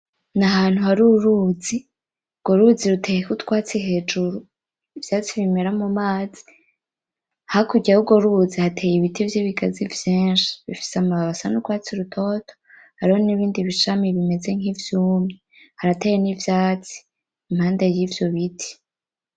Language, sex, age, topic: Rundi, female, 18-24, agriculture